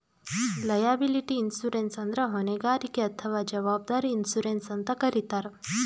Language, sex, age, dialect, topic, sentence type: Kannada, female, 18-24, Northeastern, banking, statement